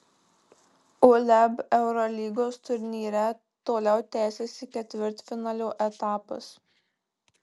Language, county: Lithuanian, Marijampolė